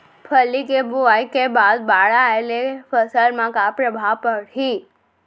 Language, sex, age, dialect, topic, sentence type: Chhattisgarhi, female, 25-30, Central, agriculture, question